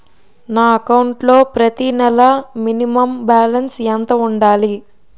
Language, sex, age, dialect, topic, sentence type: Telugu, male, 60-100, Utterandhra, banking, question